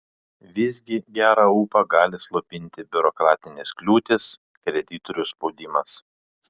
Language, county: Lithuanian, Panevėžys